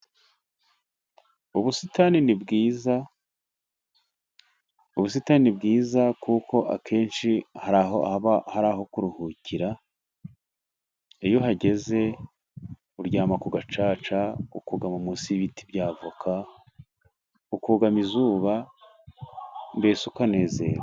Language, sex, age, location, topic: Kinyarwanda, male, 36-49, Musanze, finance